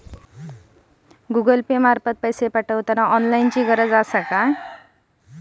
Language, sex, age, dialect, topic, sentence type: Marathi, female, 25-30, Standard Marathi, banking, question